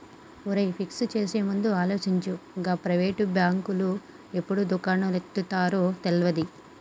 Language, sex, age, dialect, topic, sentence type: Telugu, male, 31-35, Telangana, banking, statement